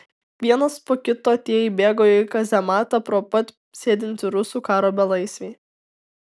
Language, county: Lithuanian, Tauragė